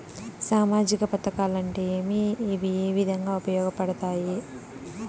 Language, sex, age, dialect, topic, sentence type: Telugu, female, 18-24, Southern, banking, question